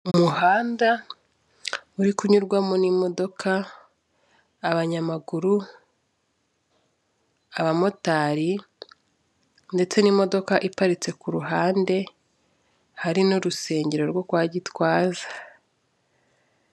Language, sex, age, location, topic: Kinyarwanda, female, 25-35, Kigali, government